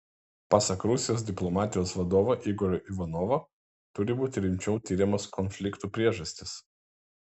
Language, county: Lithuanian, Vilnius